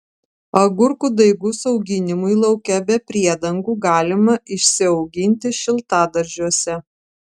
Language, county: Lithuanian, Vilnius